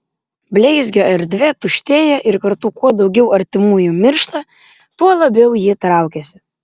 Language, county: Lithuanian, Vilnius